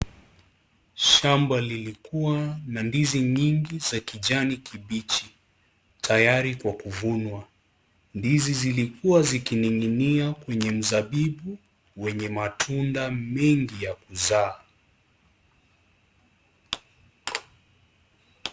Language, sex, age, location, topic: Swahili, male, 25-35, Kisii, agriculture